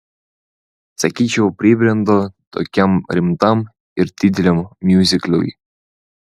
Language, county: Lithuanian, Vilnius